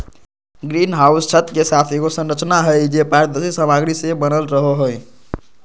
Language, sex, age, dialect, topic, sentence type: Magahi, male, 25-30, Southern, agriculture, statement